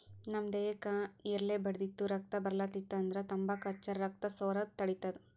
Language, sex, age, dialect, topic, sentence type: Kannada, female, 18-24, Northeastern, agriculture, statement